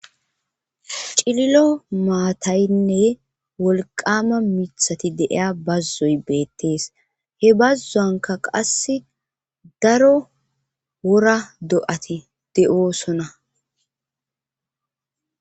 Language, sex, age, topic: Gamo, female, 25-35, government